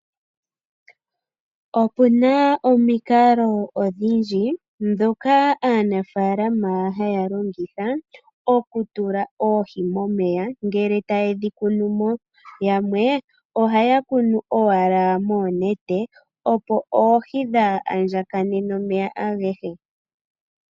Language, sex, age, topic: Oshiwambo, female, 36-49, agriculture